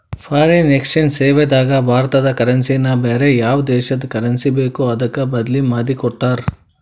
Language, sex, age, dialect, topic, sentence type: Kannada, male, 41-45, Dharwad Kannada, banking, statement